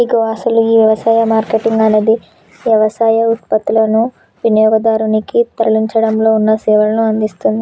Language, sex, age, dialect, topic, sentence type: Telugu, female, 18-24, Telangana, agriculture, statement